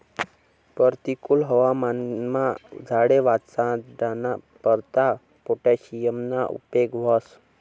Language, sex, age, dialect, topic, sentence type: Marathi, male, 18-24, Northern Konkan, agriculture, statement